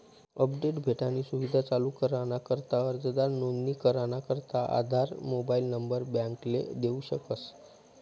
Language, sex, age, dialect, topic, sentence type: Marathi, male, 31-35, Northern Konkan, banking, statement